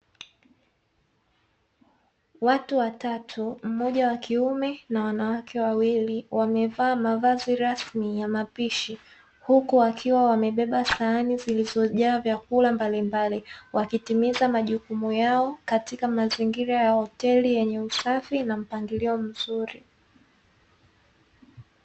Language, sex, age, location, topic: Swahili, female, 18-24, Dar es Salaam, finance